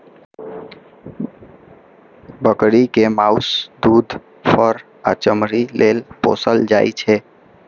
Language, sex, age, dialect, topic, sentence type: Maithili, male, 18-24, Eastern / Thethi, agriculture, statement